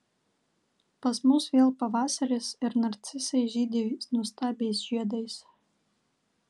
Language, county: Lithuanian, Vilnius